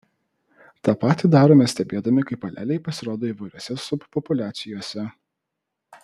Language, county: Lithuanian, Vilnius